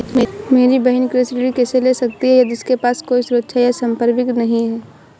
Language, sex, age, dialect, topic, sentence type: Hindi, female, 25-30, Awadhi Bundeli, agriculture, statement